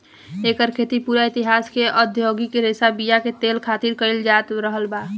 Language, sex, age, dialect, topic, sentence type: Bhojpuri, female, 25-30, Southern / Standard, agriculture, statement